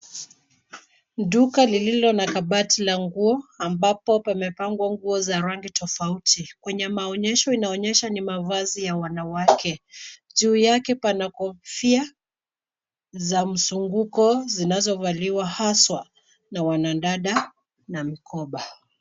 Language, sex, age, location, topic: Swahili, female, 25-35, Nairobi, finance